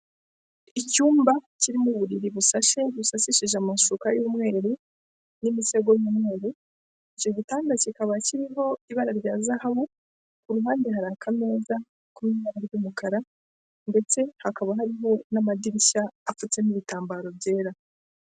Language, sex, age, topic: Kinyarwanda, female, 25-35, finance